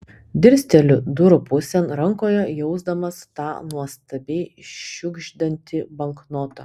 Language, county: Lithuanian, Telšiai